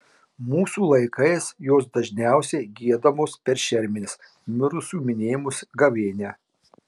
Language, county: Lithuanian, Marijampolė